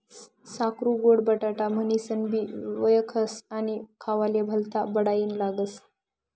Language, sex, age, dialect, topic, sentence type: Marathi, female, 41-45, Northern Konkan, agriculture, statement